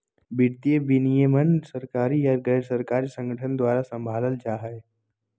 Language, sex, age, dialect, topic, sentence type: Magahi, male, 18-24, Southern, banking, statement